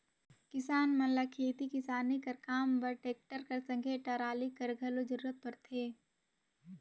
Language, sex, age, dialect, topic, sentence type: Chhattisgarhi, female, 18-24, Northern/Bhandar, agriculture, statement